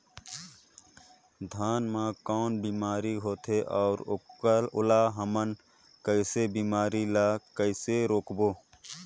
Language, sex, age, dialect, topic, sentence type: Chhattisgarhi, male, 25-30, Northern/Bhandar, agriculture, question